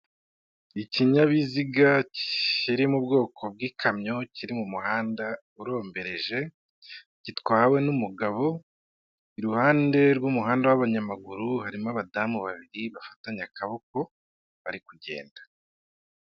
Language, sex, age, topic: Kinyarwanda, male, 25-35, government